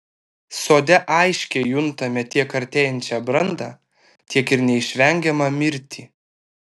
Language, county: Lithuanian, Alytus